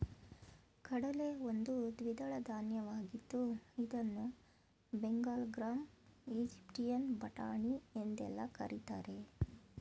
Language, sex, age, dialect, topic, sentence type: Kannada, female, 41-45, Mysore Kannada, agriculture, statement